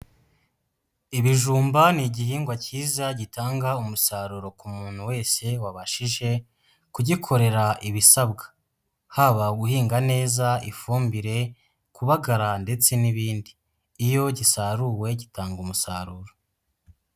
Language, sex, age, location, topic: Kinyarwanda, female, 18-24, Huye, agriculture